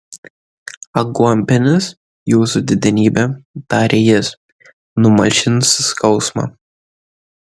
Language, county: Lithuanian, Kaunas